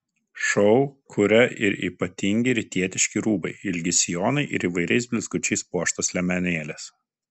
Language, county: Lithuanian, Kaunas